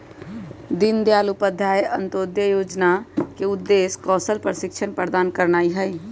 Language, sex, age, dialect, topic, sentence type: Magahi, female, 31-35, Western, banking, statement